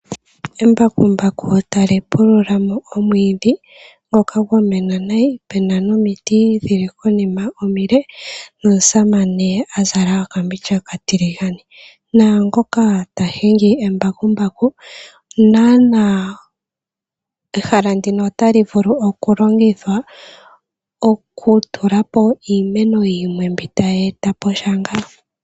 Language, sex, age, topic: Oshiwambo, female, 18-24, agriculture